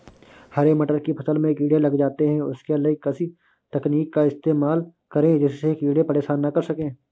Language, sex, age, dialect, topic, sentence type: Hindi, male, 25-30, Awadhi Bundeli, agriculture, question